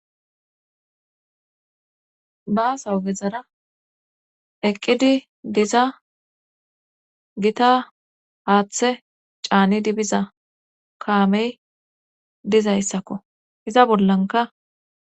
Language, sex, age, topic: Gamo, female, 25-35, government